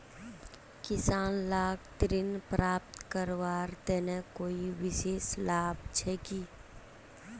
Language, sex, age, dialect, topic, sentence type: Magahi, female, 18-24, Northeastern/Surjapuri, agriculture, statement